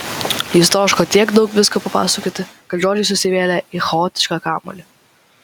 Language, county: Lithuanian, Vilnius